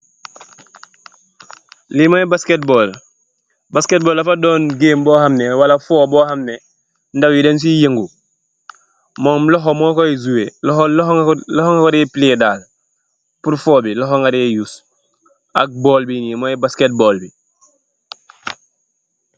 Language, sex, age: Wolof, male, 25-35